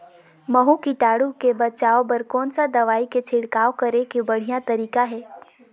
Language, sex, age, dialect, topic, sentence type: Chhattisgarhi, female, 18-24, Northern/Bhandar, agriculture, question